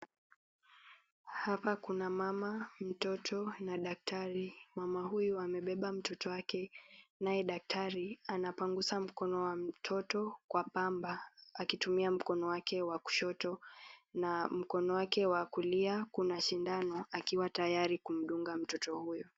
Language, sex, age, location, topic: Swahili, female, 18-24, Nakuru, health